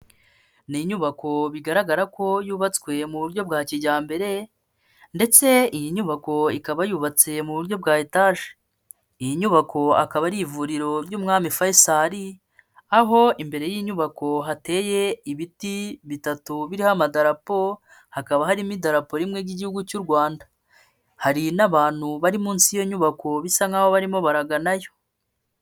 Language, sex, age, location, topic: Kinyarwanda, male, 25-35, Kigali, health